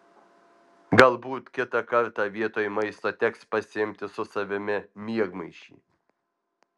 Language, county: Lithuanian, Alytus